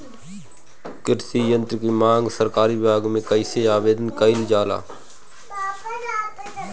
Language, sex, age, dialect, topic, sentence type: Bhojpuri, male, 25-30, Northern, agriculture, question